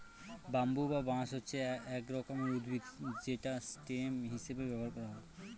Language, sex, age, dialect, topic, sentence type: Bengali, male, 18-24, Northern/Varendri, agriculture, statement